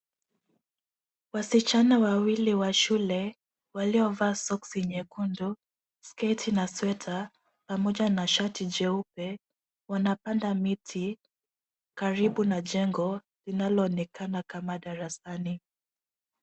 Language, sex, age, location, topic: Swahili, female, 18-24, Nairobi, government